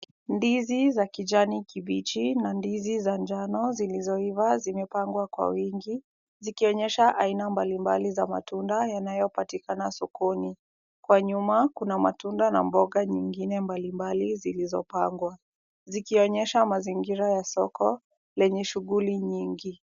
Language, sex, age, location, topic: Swahili, female, 18-24, Kisumu, agriculture